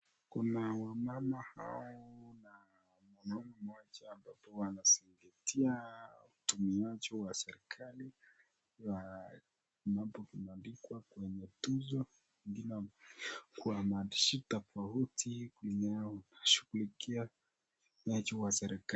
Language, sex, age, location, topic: Swahili, male, 18-24, Nakuru, government